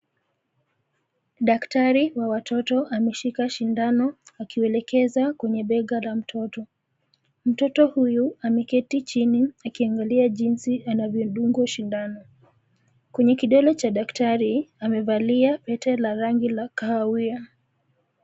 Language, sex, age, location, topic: Swahili, female, 25-35, Nairobi, health